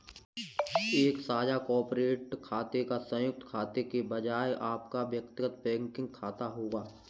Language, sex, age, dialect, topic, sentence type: Hindi, male, 18-24, Kanauji Braj Bhasha, banking, statement